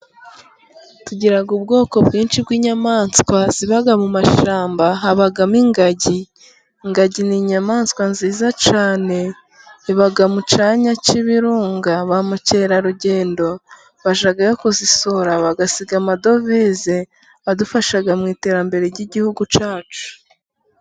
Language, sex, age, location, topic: Kinyarwanda, female, 25-35, Musanze, agriculture